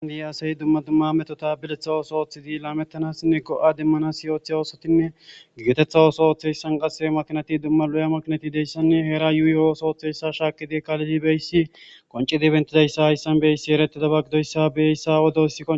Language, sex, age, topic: Gamo, male, 18-24, government